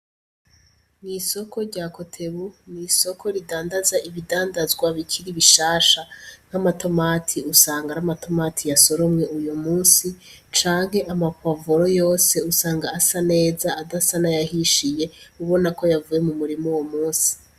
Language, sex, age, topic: Rundi, female, 25-35, agriculture